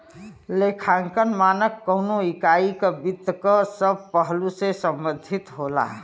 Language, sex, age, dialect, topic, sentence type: Bhojpuri, female, 60-100, Western, banking, statement